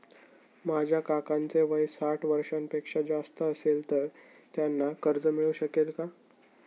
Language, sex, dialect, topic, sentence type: Marathi, male, Standard Marathi, banking, statement